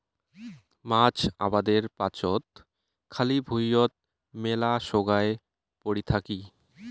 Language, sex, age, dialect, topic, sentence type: Bengali, male, 18-24, Rajbangshi, agriculture, statement